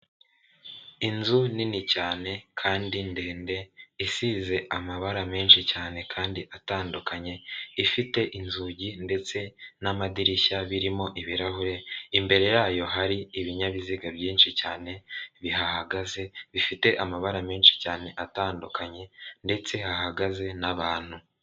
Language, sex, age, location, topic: Kinyarwanda, male, 36-49, Kigali, government